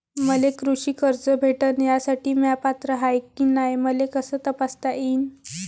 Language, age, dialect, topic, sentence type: Marathi, 25-30, Varhadi, banking, question